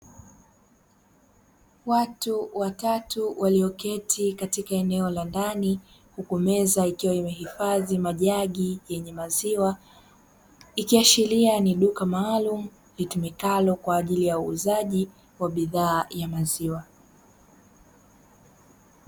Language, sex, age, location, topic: Swahili, female, 25-35, Dar es Salaam, finance